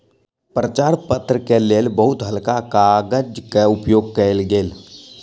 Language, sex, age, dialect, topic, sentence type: Maithili, male, 60-100, Southern/Standard, agriculture, statement